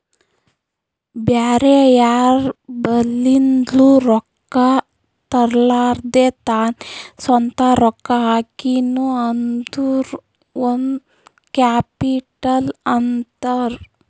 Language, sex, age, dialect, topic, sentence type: Kannada, female, 31-35, Northeastern, banking, statement